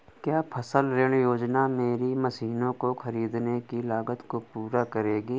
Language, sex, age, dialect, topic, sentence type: Hindi, male, 25-30, Awadhi Bundeli, agriculture, question